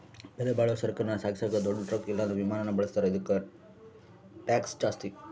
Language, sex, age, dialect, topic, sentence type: Kannada, male, 60-100, Central, banking, statement